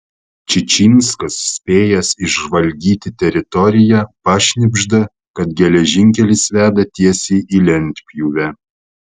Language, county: Lithuanian, Vilnius